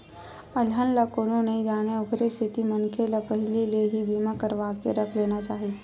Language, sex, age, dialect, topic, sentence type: Chhattisgarhi, female, 18-24, Western/Budati/Khatahi, banking, statement